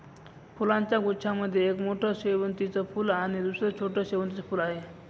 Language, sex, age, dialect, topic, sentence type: Marathi, male, 25-30, Northern Konkan, agriculture, statement